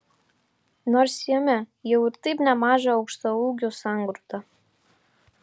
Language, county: Lithuanian, Vilnius